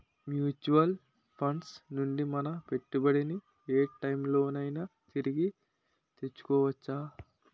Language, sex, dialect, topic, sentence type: Telugu, male, Utterandhra, banking, question